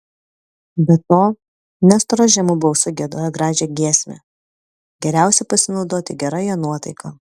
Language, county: Lithuanian, Panevėžys